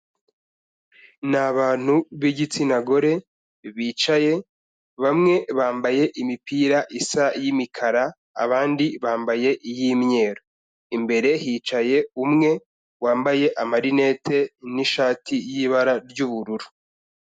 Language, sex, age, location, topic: Kinyarwanda, male, 25-35, Kigali, health